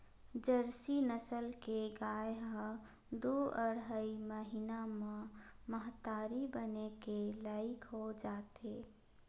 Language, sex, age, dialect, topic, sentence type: Chhattisgarhi, female, 25-30, Western/Budati/Khatahi, agriculture, statement